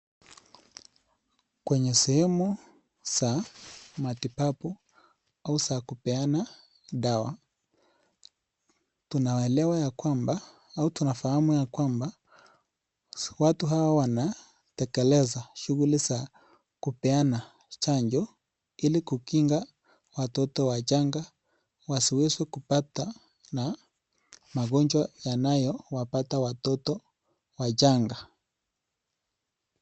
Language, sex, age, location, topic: Swahili, male, 18-24, Nakuru, health